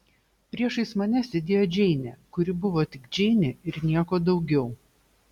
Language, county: Lithuanian, Šiauliai